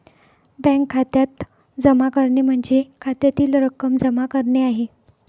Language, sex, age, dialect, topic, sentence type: Marathi, female, 25-30, Varhadi, banking, statement